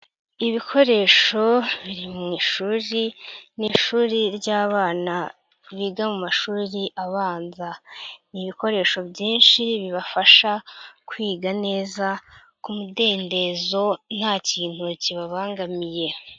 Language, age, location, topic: Kinyarwanda, 50+, Nyagatare, education